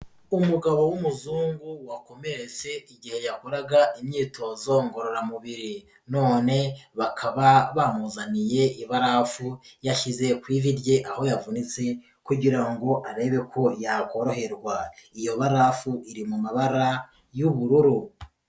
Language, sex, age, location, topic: Kinyarwanda, male, 25-35, Huye, health